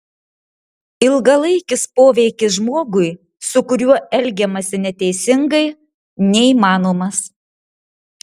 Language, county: Lithuanian, Marijampolė